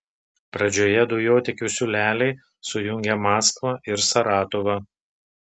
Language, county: Lithuanian, Telšiai